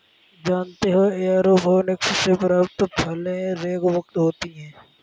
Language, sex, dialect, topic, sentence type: Hindi, male, Kanauji Braj Bhasha, agriculture, statement